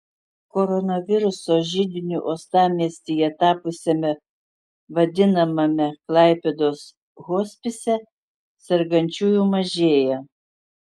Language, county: Lithuanian, Utena